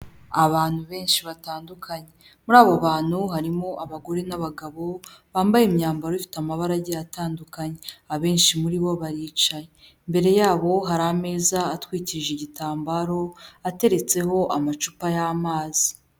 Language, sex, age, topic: Kinyarwanda, female, 18-24, health